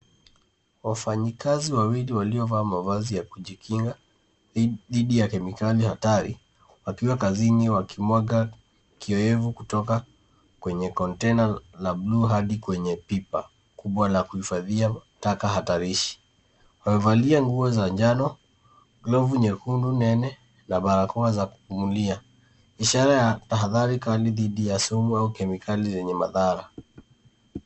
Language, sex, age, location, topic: Swahili, male, 25-35, Kisii, health